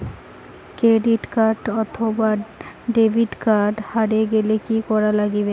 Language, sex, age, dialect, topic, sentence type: Bengali, female, 18-24, Rajbangshi, banking, question